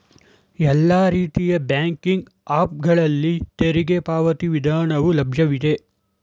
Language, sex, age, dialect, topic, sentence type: Kannada, male, 18-24, Mysore Kannada, banking, statement